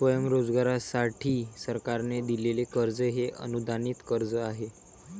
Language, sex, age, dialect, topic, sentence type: Marathi, male, 18-24, Varhadi, banking, statement